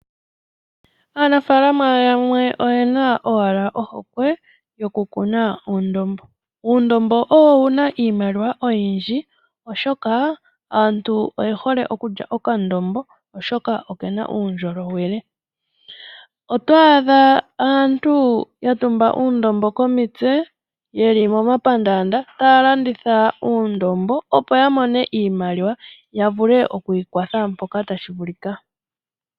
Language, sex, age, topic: Oshiwambo, female, 18-24, agriculture